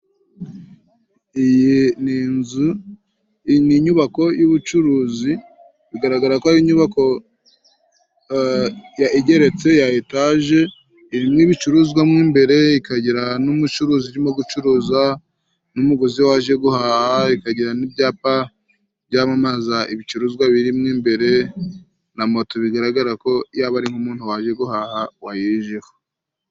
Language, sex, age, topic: Kinyarwanda, male, 25-35, finance